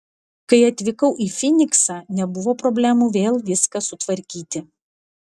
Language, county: Lithuanian, Vilnius